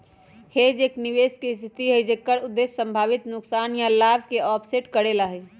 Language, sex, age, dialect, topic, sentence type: Magahi, female, 31-35, Western, banking, statement